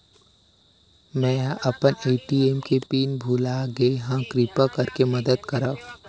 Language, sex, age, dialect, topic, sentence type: Chhattisgarhi, male, 18-24, Western/Budati/Khatahi, banking, statement